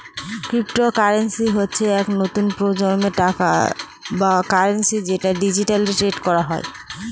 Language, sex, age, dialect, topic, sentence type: Bengali, female, 18-24, Northern/Varendri, banking, statement